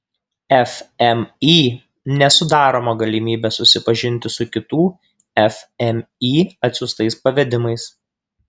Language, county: Lithuanian, Kaunas